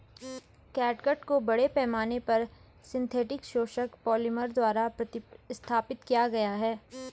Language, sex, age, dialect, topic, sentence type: Hindi, female, 18-24, Garhwali, agriculture, statement